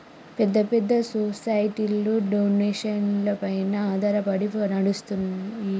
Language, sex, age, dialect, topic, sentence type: Telugu, female, 18-24, Telangana, banking, statement